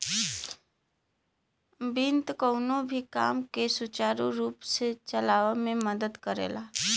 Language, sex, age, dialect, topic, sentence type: Bhojpuri, female, 25-30, Western, banking, statement